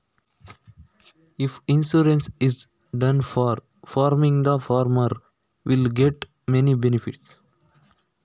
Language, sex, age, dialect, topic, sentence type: Kannada, male, 18-24, Coastal/Dakshin, banking, question